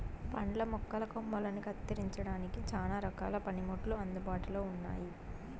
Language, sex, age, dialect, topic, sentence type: Telugu, female, 18-24, Southern, agriculture, statement